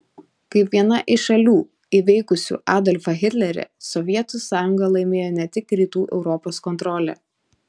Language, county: Lithuanian, Telšiai